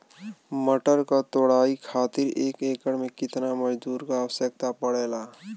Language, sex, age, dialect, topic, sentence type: Bhojpuri, male, 18-24, Western, agriculture, question